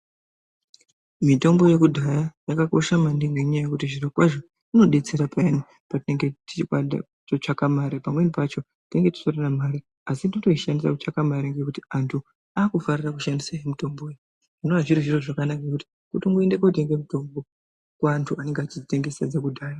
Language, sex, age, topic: Ndau, male, 50+, health